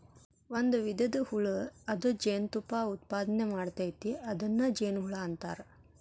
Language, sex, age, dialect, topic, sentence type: Kannada, female, 25-30, Dharwad Kannada, agriculture, statement